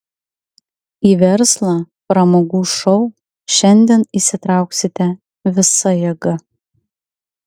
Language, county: Lithuanian, Klaipėda